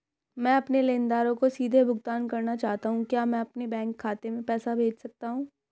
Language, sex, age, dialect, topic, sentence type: Hindi, female, 18-24, Hindustani Malvi Khadi Boli, banking, question